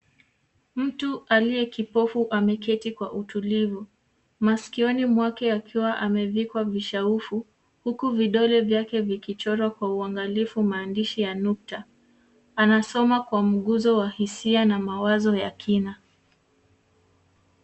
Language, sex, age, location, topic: Swahili, female, 18-24, Nairobi, education